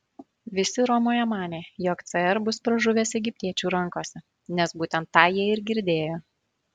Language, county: Lithuanian, Marijampolė